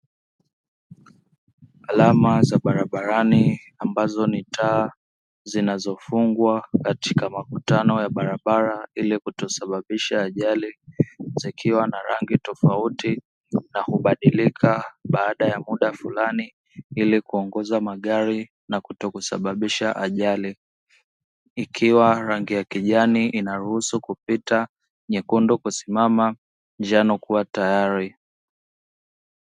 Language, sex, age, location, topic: Swahili, female, 25-35, Dar es Salaam, government